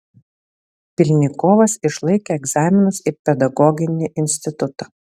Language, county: Lithuanian, Vilnius